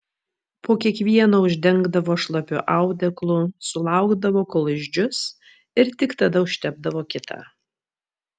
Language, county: Lithuanian, Vilnius